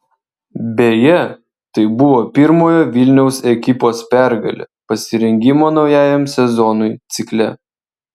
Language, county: Lithuanian, Vilnius